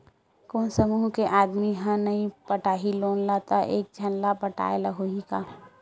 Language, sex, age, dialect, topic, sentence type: Chhattisgarhi, female, 51-55, Western/Budati/Khatahi, banking, question